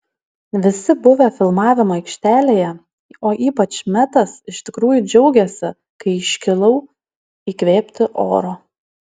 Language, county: Lithuanian, Alytus